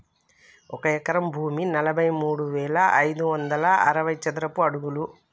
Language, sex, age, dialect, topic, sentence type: Telugu, female, 36-40, Telangana, agriculture, statement